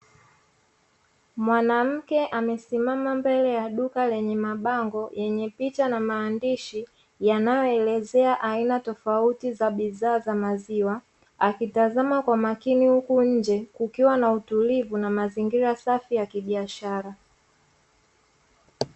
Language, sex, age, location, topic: Swahili, female, 25-35, Dar es Salaam, finance